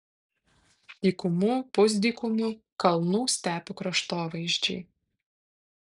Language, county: Lithuanian, Kaunas